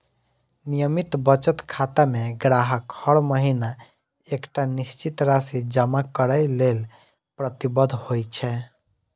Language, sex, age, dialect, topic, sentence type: Maithili, female, 18-24, Eastern / Thethi, banking, statement